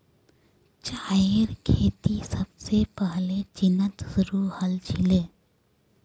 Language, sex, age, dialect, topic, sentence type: Magahi, female, 25-30, Northeastern/Surjapuri, agriculture, statement